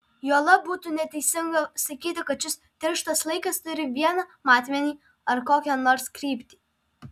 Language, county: Lithuanian, Alytus